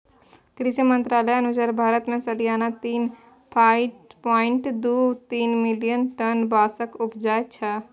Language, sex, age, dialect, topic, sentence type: Maithili, female, 18-24, Bajjika, agriculture, statement